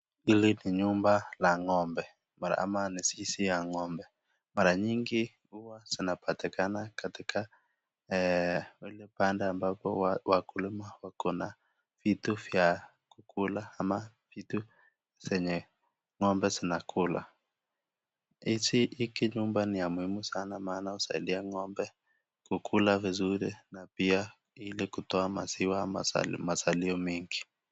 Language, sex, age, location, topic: Swahili, male, 25-35, Nakuru, agriculture